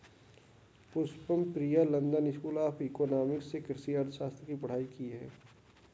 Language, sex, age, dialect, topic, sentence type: Hindi, male, 60-100, Kanauji Braj Bhasha, banking, statement